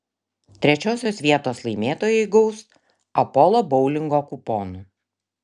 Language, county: Lithuanian, Šiauliai